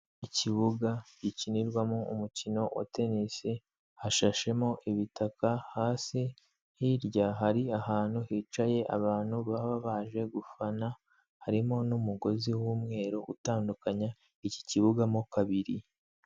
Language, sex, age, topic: Kinyarwanda, male, 25-35, government